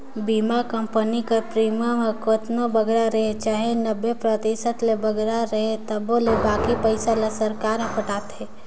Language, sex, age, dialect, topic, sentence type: Chhattisgarhi, female, 18-24, Northern/Bhandar, agriculture, statement